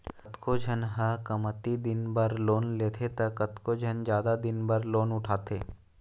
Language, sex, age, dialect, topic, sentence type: Chhattisgarhi, male, 25-30, Eastern, banking, statement